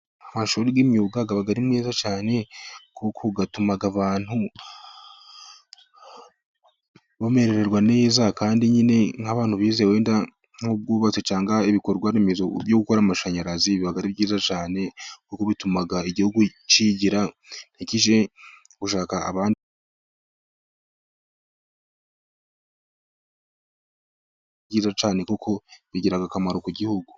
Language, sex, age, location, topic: Kinyarwanda, male, 25-35, Musanze, education